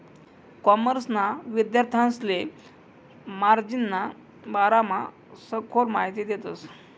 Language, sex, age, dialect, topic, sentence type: Marathi, male, 18-24, Northern Konkan, banking, statement